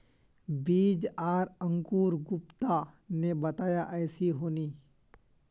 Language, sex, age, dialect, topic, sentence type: Magahi, male, 25-30, Northeastern/Surjapuri, agriculture, question